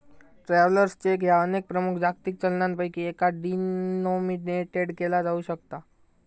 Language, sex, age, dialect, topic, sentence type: Marathi, male, 25-30, Southern Konkan, banking, statement